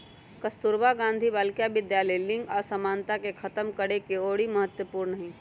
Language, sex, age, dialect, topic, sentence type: Magahi, female, 25-30, Western, banking, statement